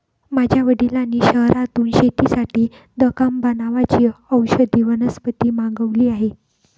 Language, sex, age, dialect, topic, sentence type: Marathi, female, 56-60, Northern Konkan, agriculture, statement